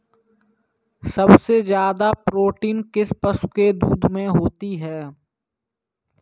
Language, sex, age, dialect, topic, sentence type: Hindi, male, 18-24, Kanauji Braj Bhasha, agriculture, question